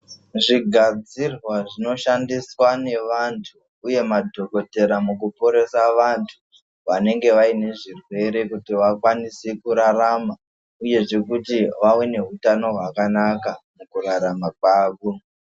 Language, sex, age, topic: Ndau, male, 25-35, health